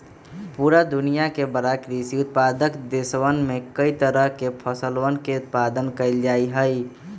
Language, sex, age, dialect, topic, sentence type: Magahi, male, 25-30, Western, agriculture, statement